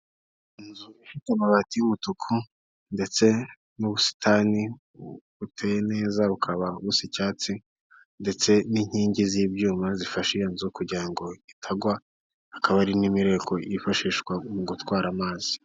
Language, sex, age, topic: Kinyarwanda, female, 18-24, government